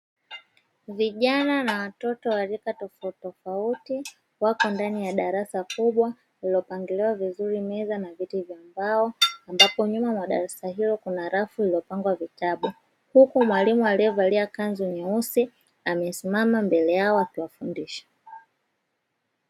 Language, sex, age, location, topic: Swahili, female, 25-35, Dar es Salaam, education